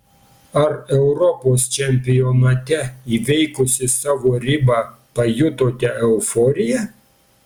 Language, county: Lithuanian, Panevėžys